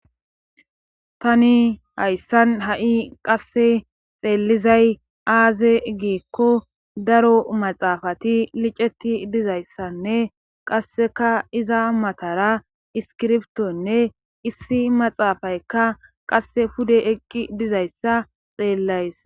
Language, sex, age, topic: Gamo, female, 25-35, government